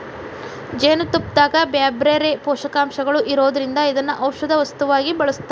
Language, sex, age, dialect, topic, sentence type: Kannada, female, 31-35, Dharwad Kannada, agriculture, statement